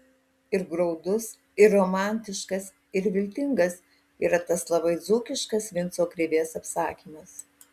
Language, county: Lithuanian, Alytus